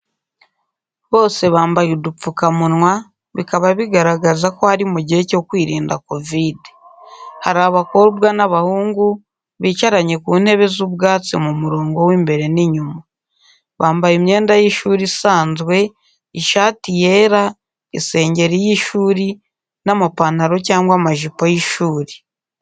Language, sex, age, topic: Kinyarwanda, female, 18-24, education